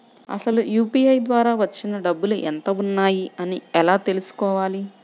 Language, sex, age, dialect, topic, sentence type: Telugu, female, 31-35, Central/Coastal, banking, question